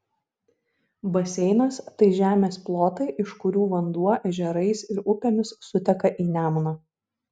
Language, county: Lithuanian, Šiauliai